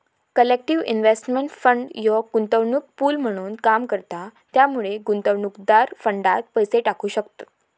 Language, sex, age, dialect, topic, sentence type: Marathi, female, 18-24, Southern Konkan, banking, statement